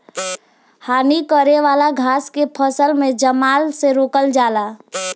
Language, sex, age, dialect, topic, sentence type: Bhojpuri, female, <18, Southern / Standard, agriculture, statement